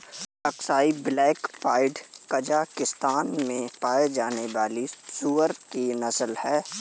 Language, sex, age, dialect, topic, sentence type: Hindi, male, 18-24, Marwari Dhudhari, agriculture, statement